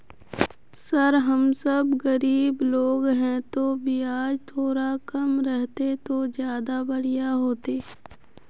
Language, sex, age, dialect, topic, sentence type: Magahi, female, 18-24, Northeastern/Surjapuri, banking, question